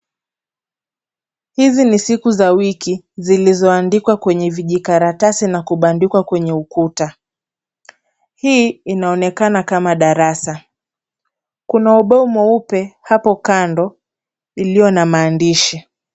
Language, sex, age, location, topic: Swahili, female, 25-35, Kisumu, education